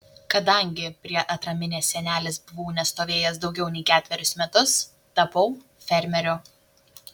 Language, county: Lithuanian, Šiauliai